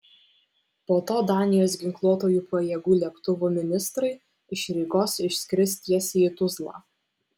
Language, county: Lithuanian, Vilnius